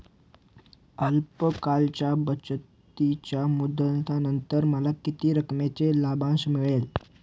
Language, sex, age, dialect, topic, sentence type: Marathi, male, 18-24, Standard Marathi, banking, question